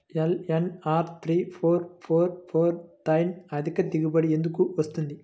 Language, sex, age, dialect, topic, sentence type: Telugu, male, 25-30, Central/Coastal, agriculture, question